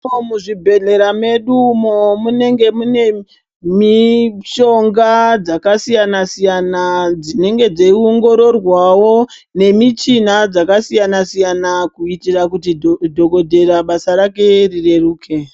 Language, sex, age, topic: Ndau, male, 36-49, health